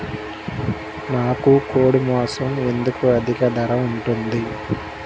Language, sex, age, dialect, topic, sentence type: Telugu, male, 18-24, Central/Coastal, agriculture, question